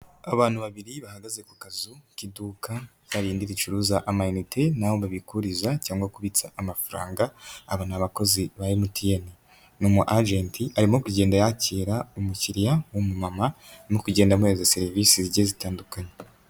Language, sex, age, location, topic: Kinyarwanda, male, 18-24, Nyagatare, finance